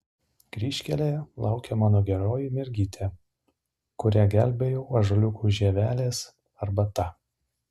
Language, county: Lithuanian, Utena